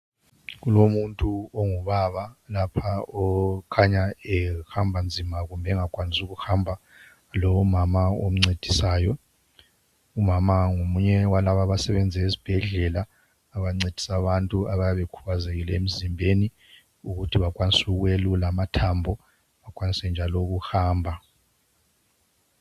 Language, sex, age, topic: North Ndebele, male, 50+, health